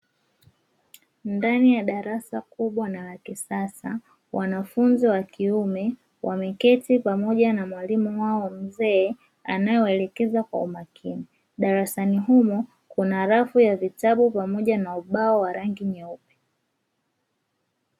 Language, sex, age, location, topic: Swahili, female, 25-35, Dar es Salaam, education